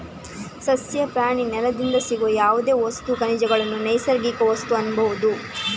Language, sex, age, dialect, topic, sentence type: Kannada, female, 31-35, Coastal/Dakshin, agriculture, statement